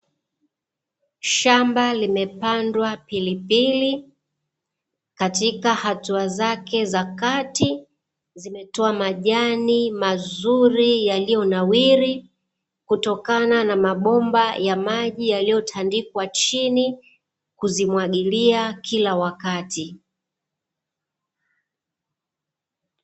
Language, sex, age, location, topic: Swahili, female, 25-35, Dar es Salaam, agriculture